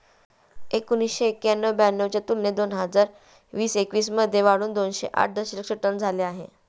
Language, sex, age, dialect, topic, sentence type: Marathi, female, 31-35, Standard Marathi, agriculture, statement